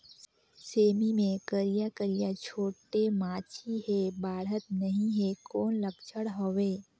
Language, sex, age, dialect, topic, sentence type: Chhattisgarhi, female, 18-24, Northern/Bhandar, agriculture, question